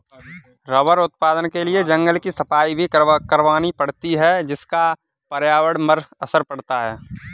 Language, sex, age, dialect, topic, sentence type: Hindi, male, 18-24, Kanauji Braj Bhasha, agriculture, statement